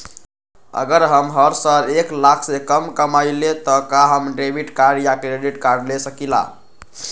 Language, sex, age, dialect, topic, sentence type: Magahi, male, 51-55, Western, banking, question